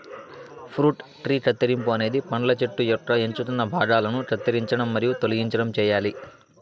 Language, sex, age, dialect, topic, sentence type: Telugu, male, 18-24, Southern, agriculture, statement